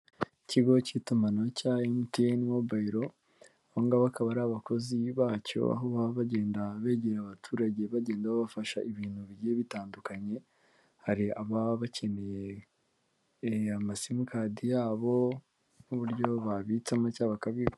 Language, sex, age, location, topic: Kinyarwanda, female, 18-24, Kigali, finance